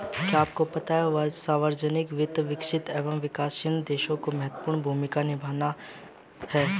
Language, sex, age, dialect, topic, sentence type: Hindi, male, 18-24, Hindustani Malvi Khadi Boli, banking, statement